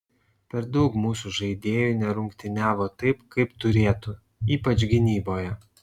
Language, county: Lithuanian, Šiauliai